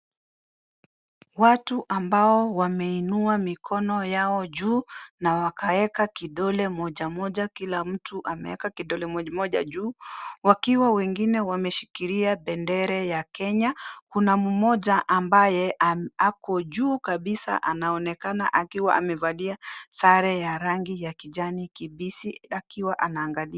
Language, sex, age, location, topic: Swahili, female, 36-49, Kisii, government